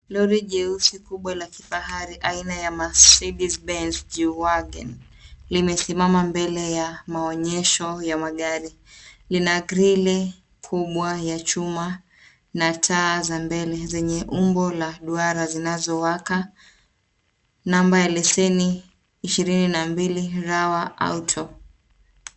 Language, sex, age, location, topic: Swahili, female, 25-35, Nairobi, finance